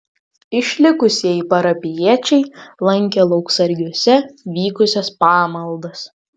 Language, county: Lithuanian, Vilnius